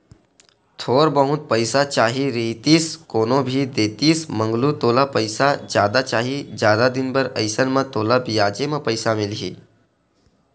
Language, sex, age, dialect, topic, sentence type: Chhattisgarhi, male, 18-24, Western/Budati/Khatahi, banking, statement